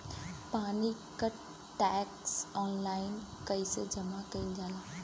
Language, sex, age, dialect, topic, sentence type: Bhojpuri, female, 31-35, Western, banking, question